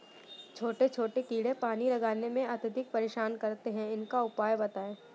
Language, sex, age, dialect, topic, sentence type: Hindi, female, 18-24, Awadhi Bundeli, agriculture, question